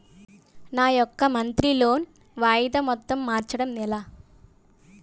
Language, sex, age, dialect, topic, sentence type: Telugu, female, 25-30, Utterandhra, banking, question